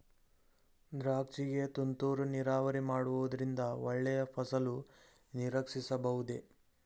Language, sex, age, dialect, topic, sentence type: Kannada, male, 41-45, Mysore Kannada, agriculture, question